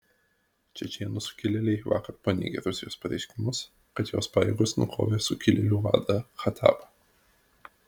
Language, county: Lithuanian, Vilnius